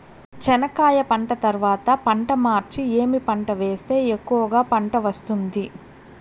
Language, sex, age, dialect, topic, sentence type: Telugu, female, 25-30, Southern, agriculture, question